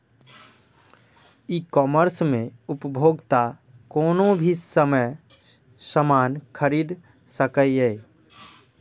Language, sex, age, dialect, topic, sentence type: Maithili, male, 18-24, Eastern / Thethi, banking, statement